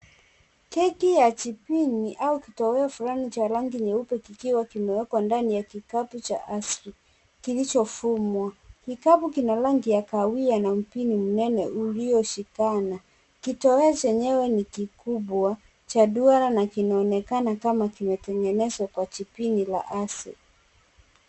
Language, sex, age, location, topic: Swahili, female, 18-24, Kisumu, agriculture